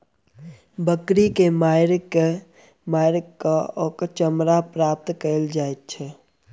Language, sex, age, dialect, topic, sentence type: Maithili, male, 18-24, Southern/Standard, agriculture, statement